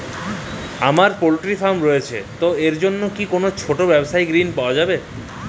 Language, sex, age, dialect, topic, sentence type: Bengali, male, 25-30, Jharkhandi, banking, question